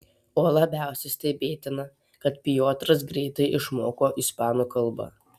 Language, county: Lithuanian, Telšiai